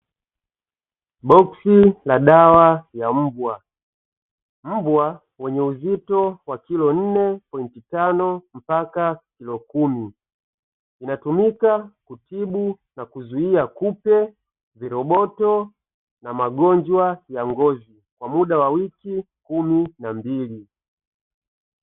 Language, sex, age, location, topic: Swahili, male, 25-35, Dar es Salaam, agriculture